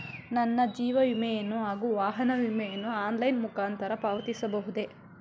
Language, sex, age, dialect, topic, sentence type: Kannada, male, 31-35, Mysore Kannada, banking, question